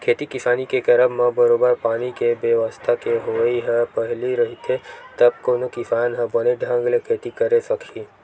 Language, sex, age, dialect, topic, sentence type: Chhattisgarhi, male, 18-24, Western/Budati/Khatahi, agriculture, statement